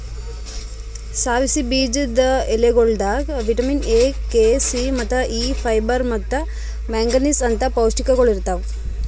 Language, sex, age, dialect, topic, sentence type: Kannada, female, 25-30, Northeastern, agriculture, statement